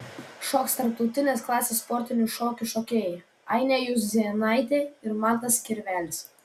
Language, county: Lithuanian, Vilnius